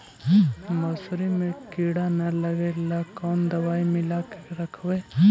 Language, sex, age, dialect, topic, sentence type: Magahi, male, 18-24, Central/Standard, agriculture, question